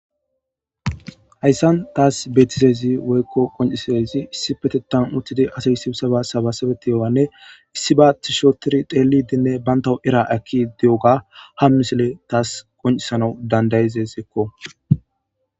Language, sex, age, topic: Gamo, male, 18-24, government